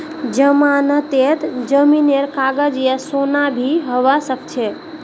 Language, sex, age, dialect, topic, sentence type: Magahi, female, 41-45, Northeastern/Surjapuri, banking, statement